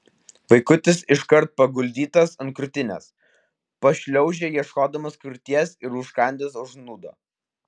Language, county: Lithuanian, Vilnius